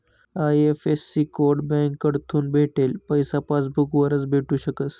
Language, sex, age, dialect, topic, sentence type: Marathi, male, 18-24, Northern Konkan, banking, statement